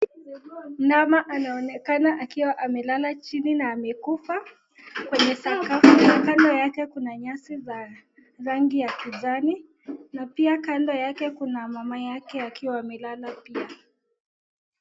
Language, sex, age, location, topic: Swahili, female, 18-24, Nakuru, agriculture